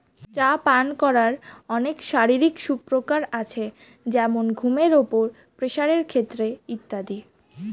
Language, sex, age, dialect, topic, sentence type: Bengali, female, 18-24, Standard Colloquial, agriculture, statement